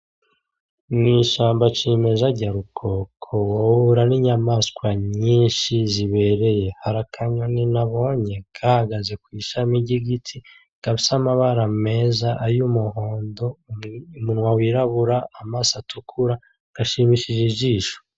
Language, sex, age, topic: Rundi, male, 36-49, agriculture